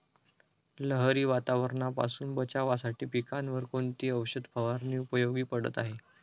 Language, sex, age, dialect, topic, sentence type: Marathi, male, 18-24, Northern Konkan, agriculture, question